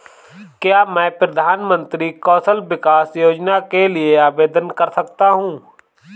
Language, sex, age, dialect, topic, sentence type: Hindi, male, 25-30, Awadhi Bundeli, banking, question